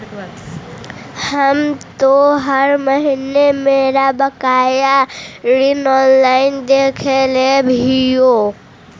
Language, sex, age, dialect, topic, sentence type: Magahi, female, 25-30, Central/Standard, banking, statement